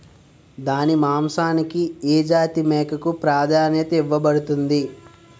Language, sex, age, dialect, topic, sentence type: Telugu, male, 46-50, Utterandhra, agriculture, statement